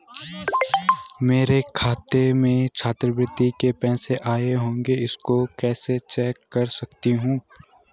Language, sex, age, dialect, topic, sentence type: Hindi, male, 18-24, Garhwali, banking, question